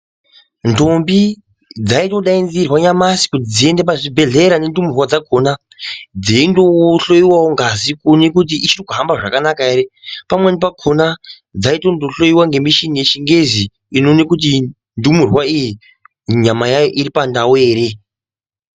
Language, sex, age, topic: Ndau, male, 18-24, health